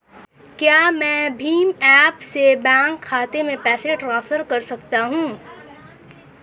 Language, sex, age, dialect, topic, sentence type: Hindi, female, 31-35, Hindustani Malvi Khadi Boli, banking, question